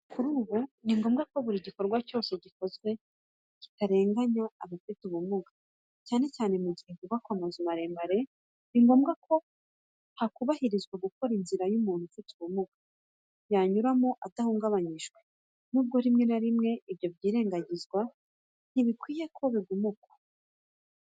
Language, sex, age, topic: Kinyarwanda, female, 25-35, education